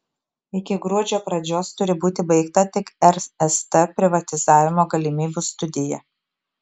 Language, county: Lithuanian, Telšiai